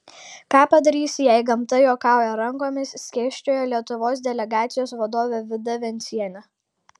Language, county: Lithuanian, Kaunas